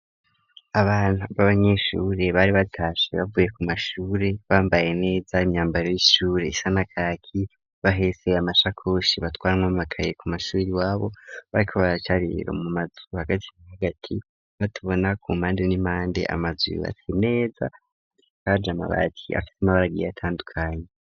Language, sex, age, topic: Rundi, female, 18-24, education